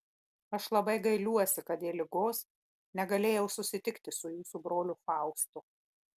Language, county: Lithuanian, Marijampolė